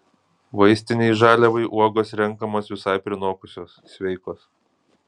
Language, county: Lithuanian, Kaunas